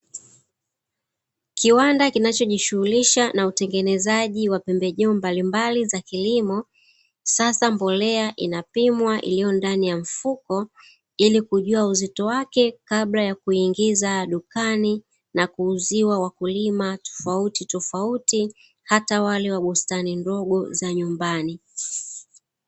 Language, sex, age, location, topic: Swahili, female, 36-49, Dar es Salaam, agriculture